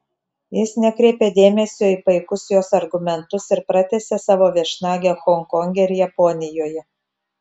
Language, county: Lithuanian, Telšiai